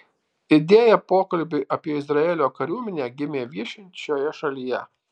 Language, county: Lithuanian, Alytus